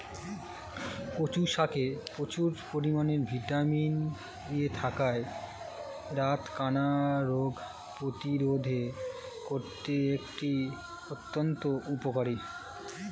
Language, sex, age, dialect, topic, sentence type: Bengali, male, 25-30, Standard Colloquial, agriculture, statement